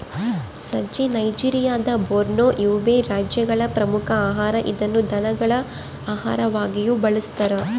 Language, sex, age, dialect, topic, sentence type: Kannada, female, 25-30, Central, agriculture, statement